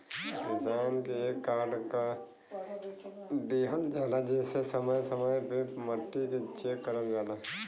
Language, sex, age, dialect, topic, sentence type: Bhojpuri, male, 25-30, Western, agriculture, statement